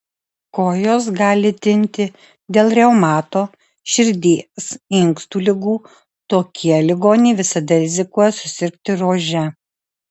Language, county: Lithuanian, Alytus